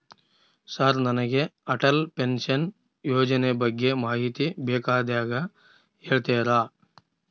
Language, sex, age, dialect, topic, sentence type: Kannada, male, 36-40, Central, banking, question